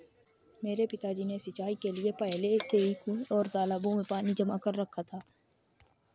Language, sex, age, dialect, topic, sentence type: Hindi, female, 60-100, Kanauji Braj Bhasha, agriculture, statement